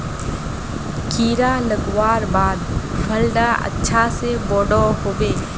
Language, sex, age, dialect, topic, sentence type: Magahi, female, 25-30, Northeastern/Surjapuri, agriculture, question